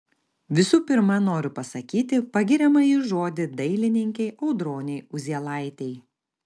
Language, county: Lithuanian, Kaunas